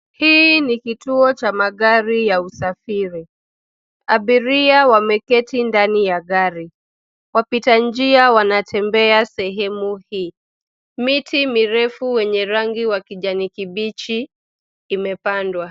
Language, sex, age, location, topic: Swahili, female, 25-35, Nairobi, government